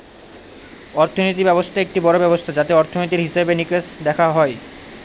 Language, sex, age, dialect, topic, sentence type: Bengali, male, 18-24, Northern/Varendri, banking, statement